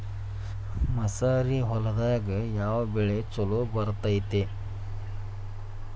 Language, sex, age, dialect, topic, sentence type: Kannada, male, 36-40, Dharwad Kannada, agriculture, question